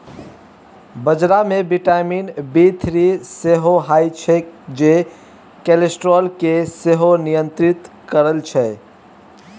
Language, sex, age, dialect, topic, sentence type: Maithili, male, 18-24, Bajjika, agriculture, statement